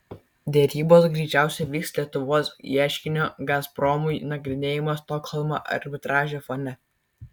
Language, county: Lithuanian, Kaunas